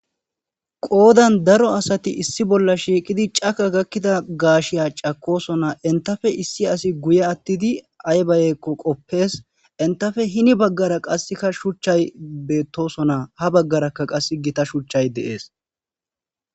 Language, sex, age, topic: Gamo, male, 25-35, agriculture